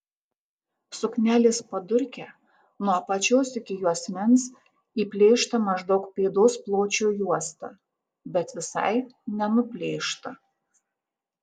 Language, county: Lithuanian, Tauragė